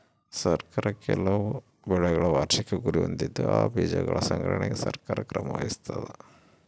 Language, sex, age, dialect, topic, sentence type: Kannada, male, 46-50, Central, agriculture, statement